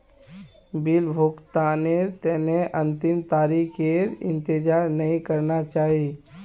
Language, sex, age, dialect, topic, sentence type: Magahi, male, 18-24, Northeastern/Surjapuri, banking, statement